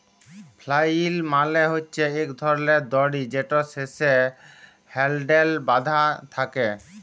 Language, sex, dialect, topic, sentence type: Bengali, male, Jharkhandi, agriculture, statement